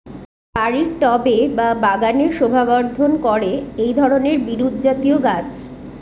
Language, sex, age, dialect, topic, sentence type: Bengali, female, 36-40, Rajbangshi, agriculture, question